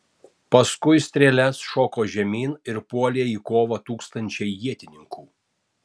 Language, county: Lithuanian, Tauragė